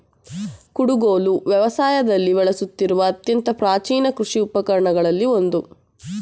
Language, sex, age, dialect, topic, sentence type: Kannada, female, 18-24, Mysore Kannada, agriculture, statement